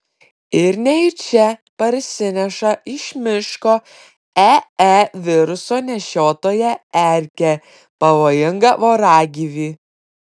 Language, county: Lithuanian, Klaipėda